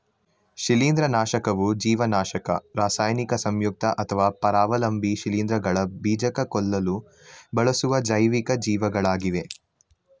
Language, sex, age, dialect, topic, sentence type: Kannada, male, 18-24, Mysore Kannada, agriculture, statement